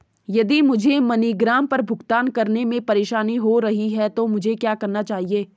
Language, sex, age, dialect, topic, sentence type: Hindi, female, 18-24, Garhwali, banking, question